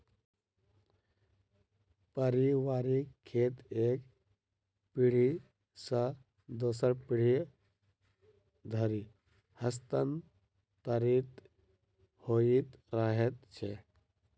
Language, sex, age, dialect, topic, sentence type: Maithili, male, 18-24, Southern/Standard, agriculture, statement